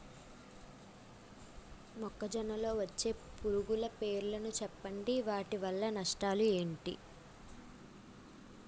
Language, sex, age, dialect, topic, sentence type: Telugu, female, 18-24, Utterandhra, agriculture, question